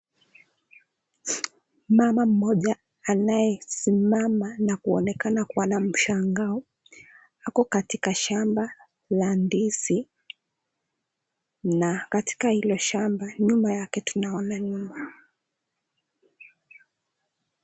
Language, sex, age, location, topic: Swahili, female, 18-24, Nakuru, agriculture